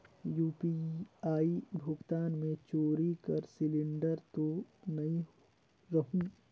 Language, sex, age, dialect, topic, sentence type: Chhattisgarhi, male, 25-30, Northern/Bhandar, banking, question